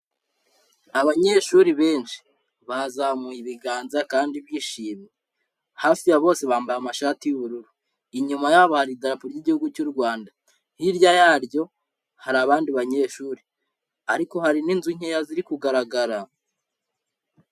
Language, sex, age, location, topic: Kinyarwanda, male, 25-35, Kigali, health